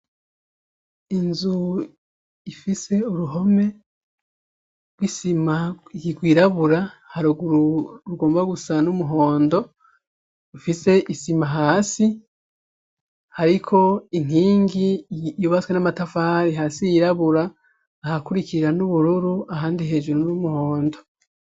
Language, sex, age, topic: Rundi, male, 25-35, education